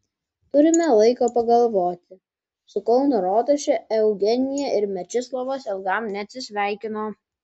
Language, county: Lithuanian, Vilnius